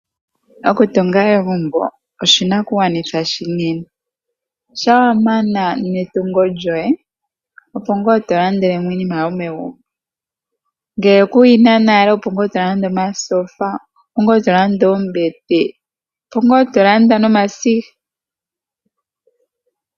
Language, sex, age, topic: Oshiwambo, female, 18-24, finance